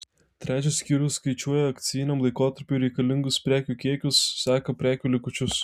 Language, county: Lithuanian, Telšiai